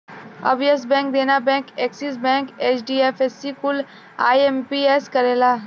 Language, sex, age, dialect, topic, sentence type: Bhojpuri, female, 18-24, Southern / Standard, banking, statement